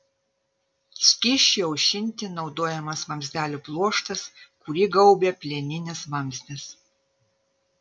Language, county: Lithuanian, Vilnius